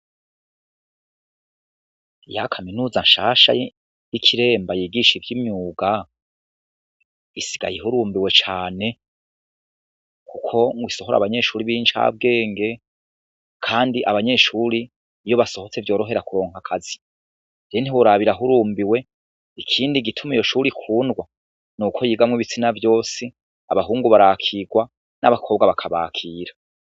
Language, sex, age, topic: Rundi, male, 36-49, education